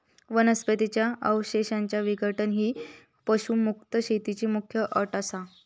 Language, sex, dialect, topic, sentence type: Marathi, female, Southern Konkan, agriculture, statement